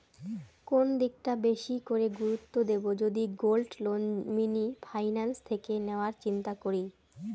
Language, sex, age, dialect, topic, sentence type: Bengali, female, 18-24, Rajbangshi, banking, question